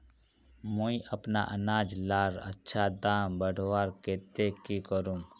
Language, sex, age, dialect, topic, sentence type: Magahi, male, 18-24, Northeastern/Surjapuri, agriculture, question